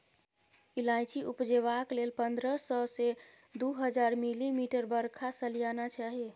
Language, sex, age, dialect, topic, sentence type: Maithili, female, 18-24, Bajjika, agriculture, statement